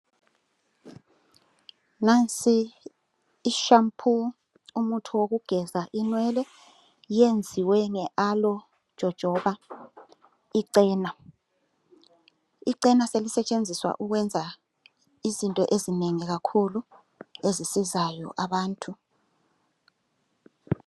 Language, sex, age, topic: North Ndebele, male, 36-49, health